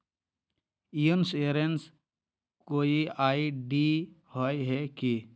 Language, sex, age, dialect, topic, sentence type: Magahi, male, 51-55, Northeastern/Surjapuri, banking, question